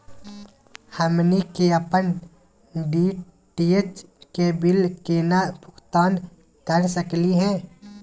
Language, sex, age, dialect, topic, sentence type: Magahi, male, 18-24, Southern, banking, question